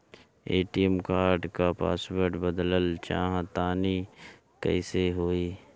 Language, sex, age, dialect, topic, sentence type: Bhojpuri, male, 18-24, Northern, banking, question